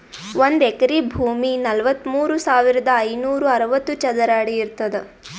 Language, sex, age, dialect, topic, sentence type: Kannada, female, 18-24, Northeastern, agriculture, statement